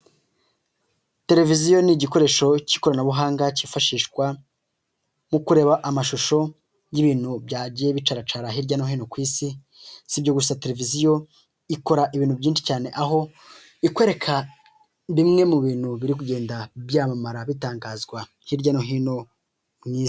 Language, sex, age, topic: Kinyarwanda, male, 18-24, finance